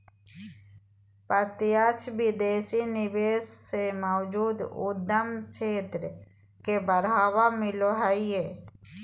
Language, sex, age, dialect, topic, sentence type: Magahi, female, 41-45, Southern, banking, statement